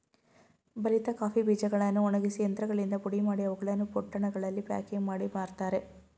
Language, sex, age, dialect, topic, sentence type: Kannada, female, 25-30, Mysore Kannada, agriculture, statement